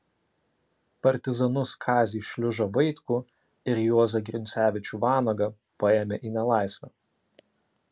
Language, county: Lithuanian, Alytus